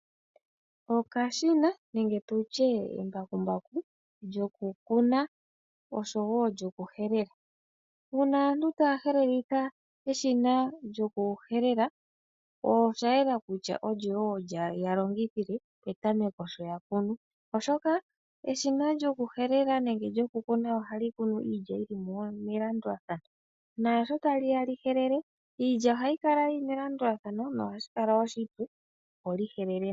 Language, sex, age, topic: Oshiwambo, female, 25-35, agriculture